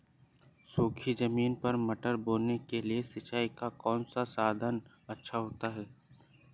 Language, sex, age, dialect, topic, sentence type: Hindi, male, 25-30, Awadhi Bundeli, agriculture, question